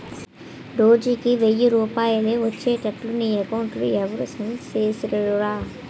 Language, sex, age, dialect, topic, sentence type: Telugu, female, 18-24, Utterandhra, banking, statement